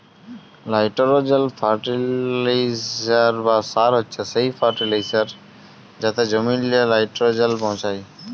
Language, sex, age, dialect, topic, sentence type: Bengali, male, 18-24, Jharkhandi, agriculture, statement